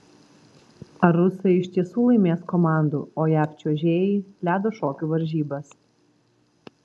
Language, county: Lithuanian, Vilnius